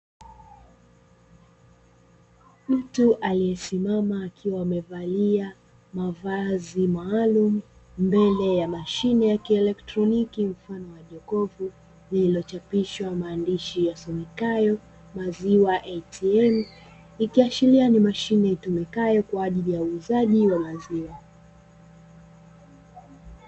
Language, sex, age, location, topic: Swahili, female, 25-35, Dar es Salaam, finance